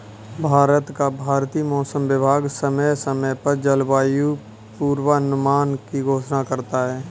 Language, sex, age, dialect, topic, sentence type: Hindi, male, 25-30, Kanauji Braj Bhasha, agriculture, statement